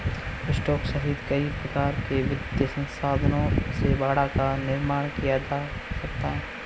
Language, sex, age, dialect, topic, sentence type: Hindi, male, 18-24, Marwari Dhudhari, banking, statement